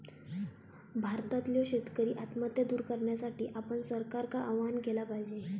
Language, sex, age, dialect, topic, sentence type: Marathi, female, 18-24, Southern Konkan, agriculture, statement